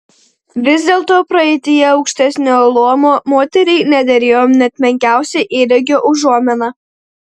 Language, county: Lithuanian, Tauragė